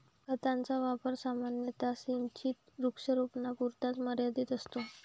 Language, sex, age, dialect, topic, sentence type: Marathi, female, 18-24, Varhadi, agriculture, statement